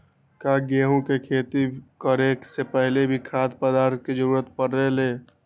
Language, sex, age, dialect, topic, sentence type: Magahi, male, 18-24, Western, agriculture, question